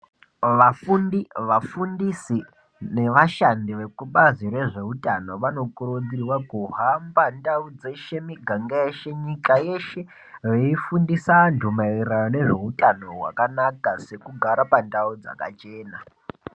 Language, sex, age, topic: Ndau, male, 18-24, health